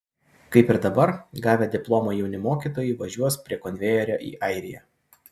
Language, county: Lithuanian, Utena